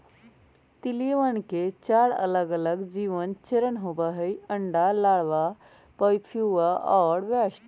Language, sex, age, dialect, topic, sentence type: Magahi, female, 31-35, Western, agriculture, statement